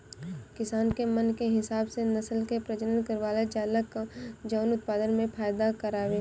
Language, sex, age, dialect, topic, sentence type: Bhojpuri, female, 18-24, Northern, agriculture, statement